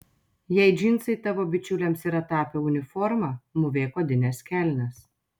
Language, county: Lithuanian, Telšiai